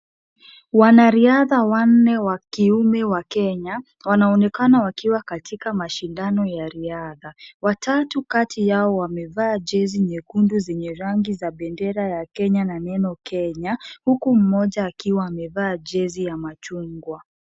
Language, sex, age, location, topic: Swahili, female, 25-35, Kisumu, education